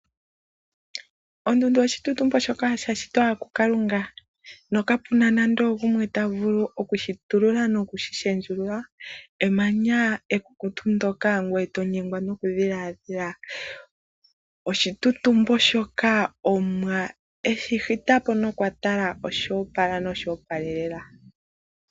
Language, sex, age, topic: Oshiwambo, female, 25-35, agriculture